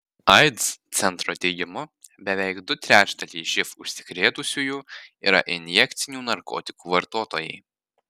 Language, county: Lithuanian, Panevėžys